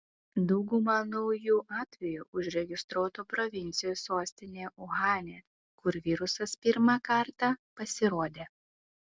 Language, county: Lithuanian, Klaipėda